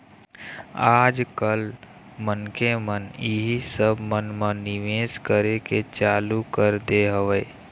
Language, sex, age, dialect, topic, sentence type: Chhattisgarhi, male, 18-24, Eastern, banking, statement